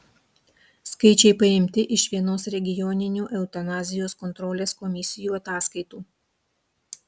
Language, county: Lithuanian, Utena